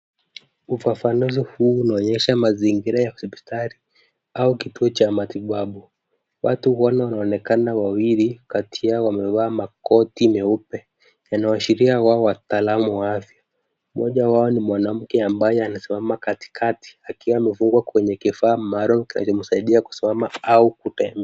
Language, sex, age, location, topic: Swahili, male, 18-24, Kisumu, health